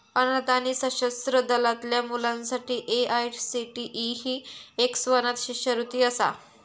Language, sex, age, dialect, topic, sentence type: Marathi, female, 41-45, Southern Konkan, banking, statement